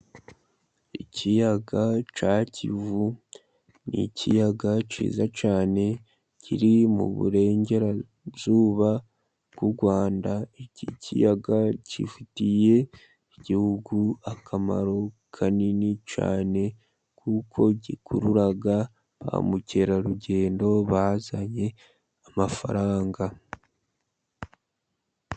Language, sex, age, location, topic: Kinyarwanda, male, 50+, Musanze, agriculture